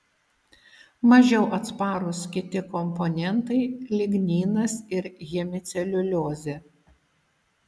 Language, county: Lithuanian, Utena